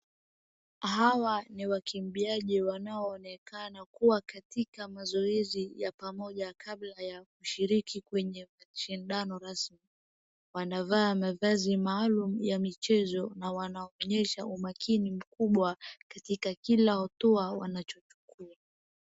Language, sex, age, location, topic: Swahili, female, 18-24, Wajir, education